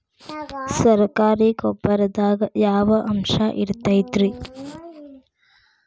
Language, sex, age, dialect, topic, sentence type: Kannada, female, 18-24, Dharwad Kannada, agriculture, question